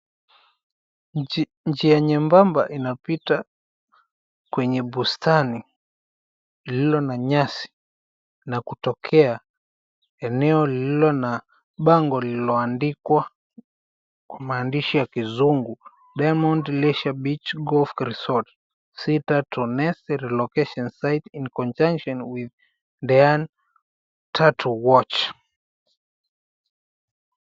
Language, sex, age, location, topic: Swahili, male, 25-35, Mombasa, government